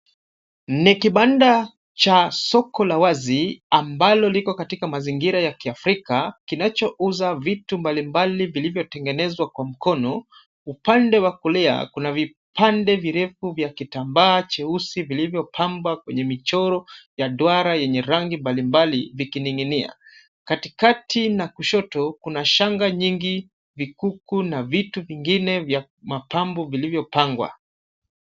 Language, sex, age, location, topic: Swahili, male, 25-35, Kisumu, finance